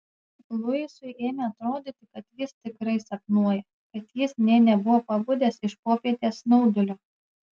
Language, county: Lithuanian, Panevėžys